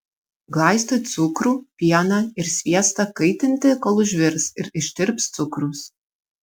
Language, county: Lithuanian, Vilnius